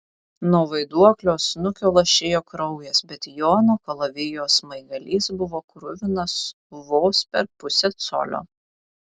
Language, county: Lithuanian, Vilnius